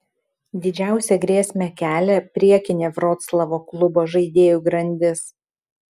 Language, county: Lithuanian, Kaunas